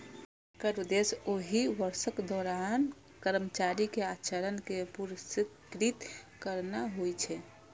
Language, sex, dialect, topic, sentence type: Maithili, female, Eastern / Thethi, banking, statement